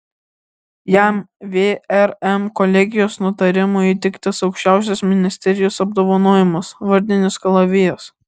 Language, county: Lithuanian, Alytus